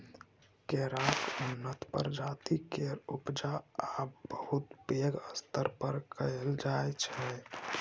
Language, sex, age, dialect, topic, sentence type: Maithili, male, 18-24, Bajjika, agriculture, statement